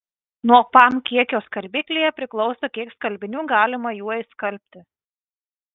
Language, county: Lithuanian, Marijampolė